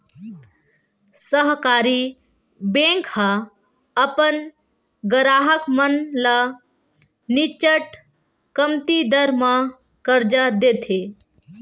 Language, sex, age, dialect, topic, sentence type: Chhattisgarhi, female, 18-24, Western/Budati/Khatahi, banking, statement